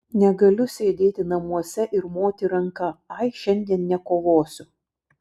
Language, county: Lithuanian, Vilnius